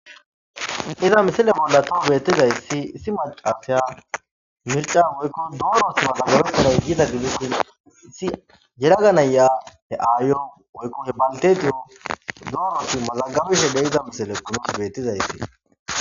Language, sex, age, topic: Gamo, male, 18-24, government